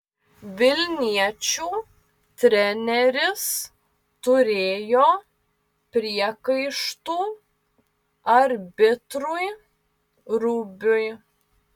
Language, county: Lithuanian, Vilnius